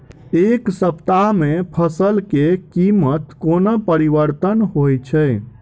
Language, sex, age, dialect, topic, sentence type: Maithili, male, 25-30, Southern/Standard, agriculture, question